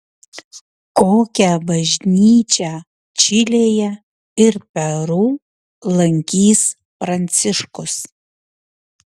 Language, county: Lithuanian, Utena